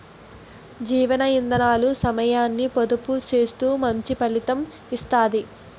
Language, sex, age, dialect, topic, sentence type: Telugu, female, 60-100, Utterandhra, agriculture, statement